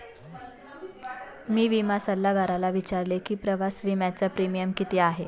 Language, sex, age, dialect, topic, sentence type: Marathi, female, 25-30, Standard Marathi, banking, statement